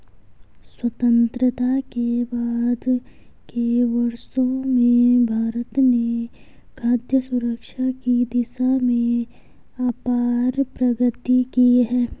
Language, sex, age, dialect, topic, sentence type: Hindi, female, 18-24, Garhwali, agriculture, statement